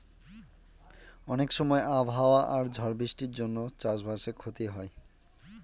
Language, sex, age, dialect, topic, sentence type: Bengali, male, 25-30, Northern/Varendri, agriculture, statement